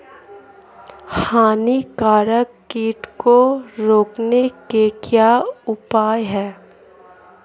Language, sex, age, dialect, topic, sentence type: Hindi, female, 18-24, Marwari Dhudhari, agriculture, question